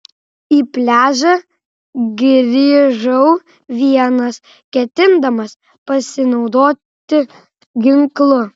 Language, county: Lithuanian, Vilnius